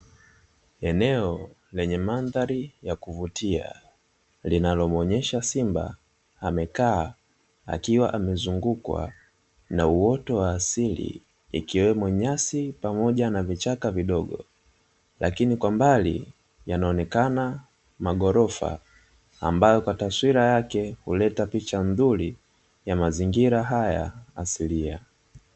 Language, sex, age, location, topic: Swahili, male, 25-35, Dar es Salaam, agriculture